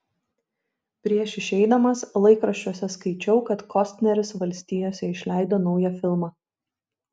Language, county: Lithuanian, Šiauliai